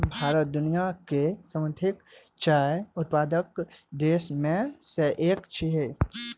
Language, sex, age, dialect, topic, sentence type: Maithili, male, 25-30, Eastern / Thethi, agriculture, statement